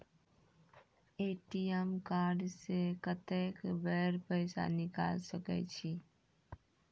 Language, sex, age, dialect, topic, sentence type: Maithili, female, 25-30, Angika, banking, question